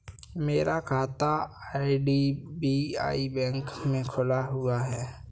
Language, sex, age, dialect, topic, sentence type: Hindi, male, 18-24, Kanauji Braj Bhasha, banking, statement